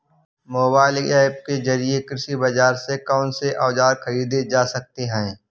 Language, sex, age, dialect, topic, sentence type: Hindi, male, 31-35, Awadhi Bundeli, agriculture, question